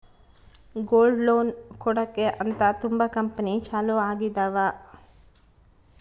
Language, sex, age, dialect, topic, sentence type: Kannada, female, 36-40, Central, banking, statement